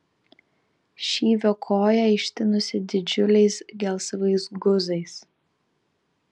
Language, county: Lithuanian, Vilnius